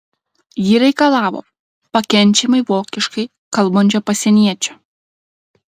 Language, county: Lithuanian, Klaipėda